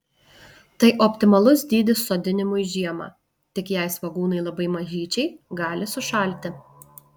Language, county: Lithuanian, Alytus